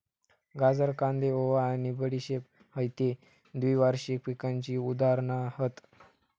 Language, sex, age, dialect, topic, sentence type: Marathi, male, 18-24, Southern Konkan, agriculture, statement